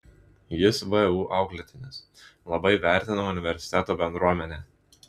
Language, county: Lithuanian, Vilnius